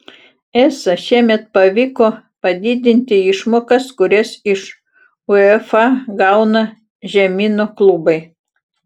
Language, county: Lithuanian, Utena